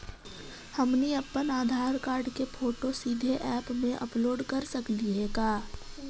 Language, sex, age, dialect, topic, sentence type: Magahi, female, 18-24, Central/Standard, banking, question